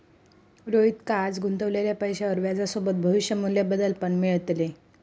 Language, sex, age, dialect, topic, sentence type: Marathi, female, 25-30, Southern Konkan, banking, statement